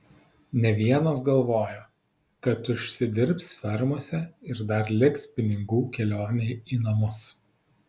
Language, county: Lithuanian, Vilnius